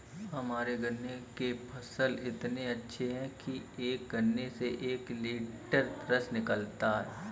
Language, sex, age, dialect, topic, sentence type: Hindi, male, 25-30, Kanauji Braj Bhasha, agriculture, statement